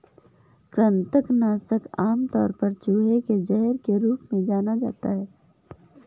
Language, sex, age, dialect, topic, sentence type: Hindi, female, 51-55, Awadhi Bundeli, agriculture, statement